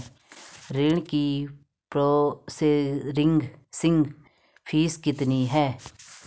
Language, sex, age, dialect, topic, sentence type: Hindi, female, 36-40, Garhwali, banking, question